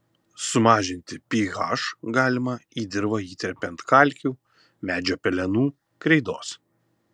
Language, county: Lithuanian, Kaunas